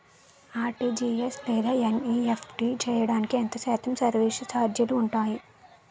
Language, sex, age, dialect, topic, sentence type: Telugu, female, 18-24, Utterandhra, banking, question